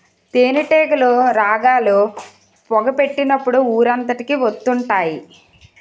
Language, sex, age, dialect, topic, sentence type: Telugu, female, 25-30, Utterandhra, agriculture, statement